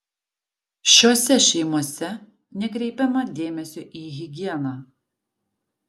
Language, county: Lithuanian, Vilnius